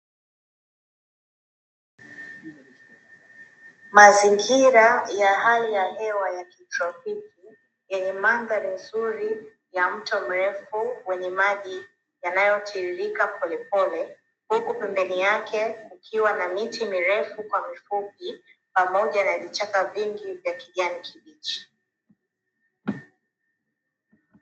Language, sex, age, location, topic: Swahili, female, 25-35, Dar es Salaam, agriculture